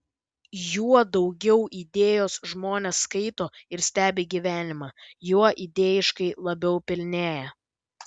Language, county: Lithuanian, Vilnius